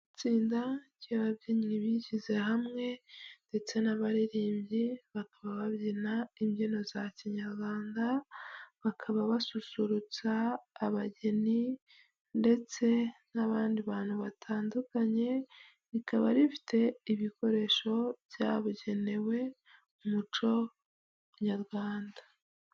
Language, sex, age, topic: Kinyarwanda, female, 25-35, government